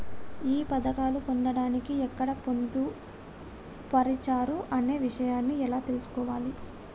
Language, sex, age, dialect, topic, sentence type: Telugu, female, 60-100, Telangana, banking, question